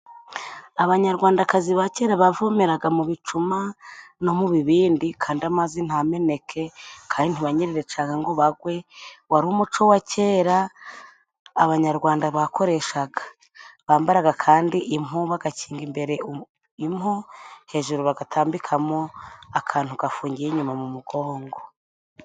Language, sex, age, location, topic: Kinyarwanda, female, 25-35, Musanze, government